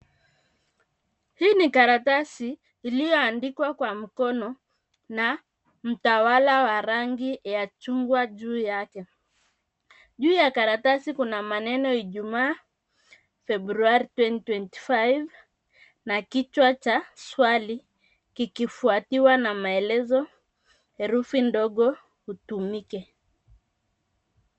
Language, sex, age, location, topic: Swahili, female, 25-35, Nairobi, education